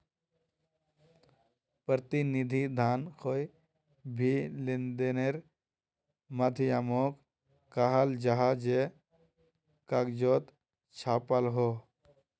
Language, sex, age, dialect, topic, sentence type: Magahi, male, 18-24, Northeastern/Surjapuri, banking, statement